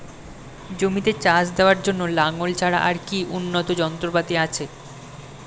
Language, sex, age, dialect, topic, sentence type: Bengali, male, 18-24, Standard Colloquial, agriculture, question